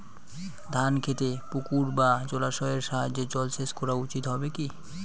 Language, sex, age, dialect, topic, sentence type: Bengali, male, 60-100, Rajbangshi, agriculture, question